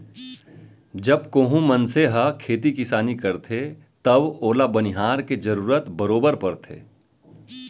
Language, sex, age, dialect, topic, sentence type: Chhattisgarhi, male, 31-35, Central, agriculture, statement